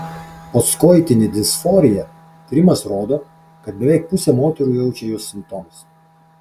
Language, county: Lithuanian, Kaunas